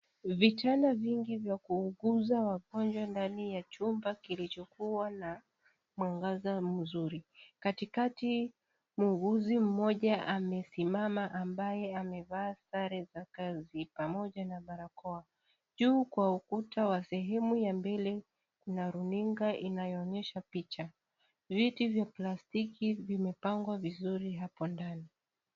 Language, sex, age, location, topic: Swahili, female, 25-35, Kisii, health